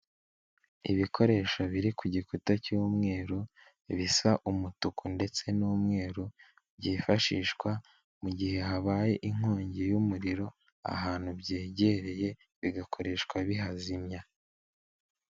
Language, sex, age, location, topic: Kinyarwanda, male, 18-24, Kigali, government